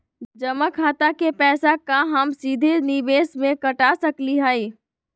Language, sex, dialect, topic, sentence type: Magahi, female, Southern, banking, question